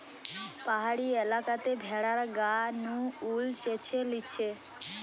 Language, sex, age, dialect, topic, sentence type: Bengali, female, 18-24, Western, agriculture, statement